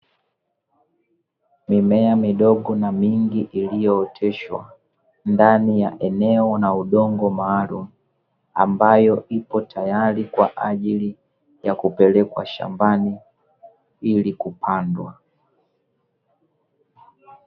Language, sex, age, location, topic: Swahili, male, 25-35, Dar es Salaam, agriculture